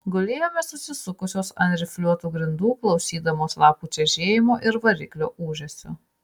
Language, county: Lithuanian, Marijampolė